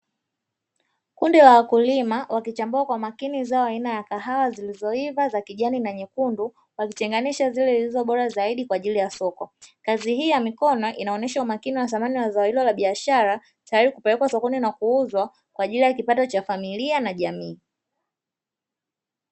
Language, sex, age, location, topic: Swahili, female, 25-35, Dar es Salaam, agriculture